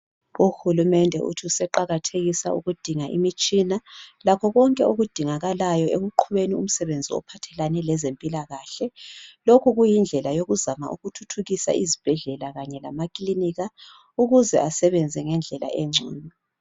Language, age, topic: North Ndebele, 36-49, health